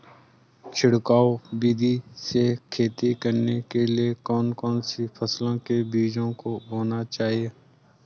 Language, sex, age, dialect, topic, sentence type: Hindi, male, 25-30, Garhwali, agriculture, question